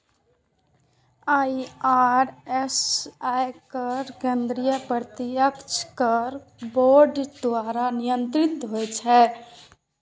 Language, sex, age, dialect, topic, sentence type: Maithili, female, 46-50, Eastern / Thethi, banking, statement